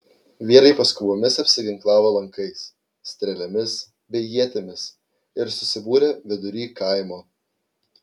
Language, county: Lithuanian, Klaipėda